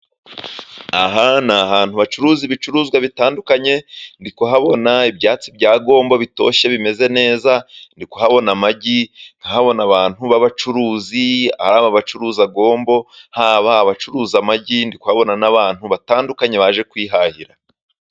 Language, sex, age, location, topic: Kinyarwanda, male, 25-35, Musanze, finance